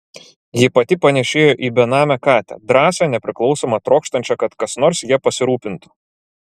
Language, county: Lithuanian, Klaipėda